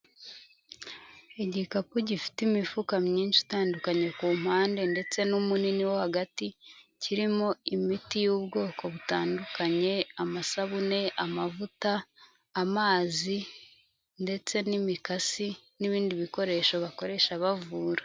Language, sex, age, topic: Kinyarwanda, female, 25-35, health